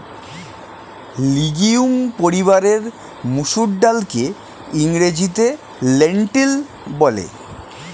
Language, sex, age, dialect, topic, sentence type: Bengali, male, 31-35, Standard Colloquial, agriculture, statement